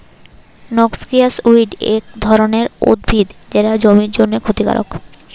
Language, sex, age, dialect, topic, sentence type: Bengali, female, 18-24, Western, agriculture, statement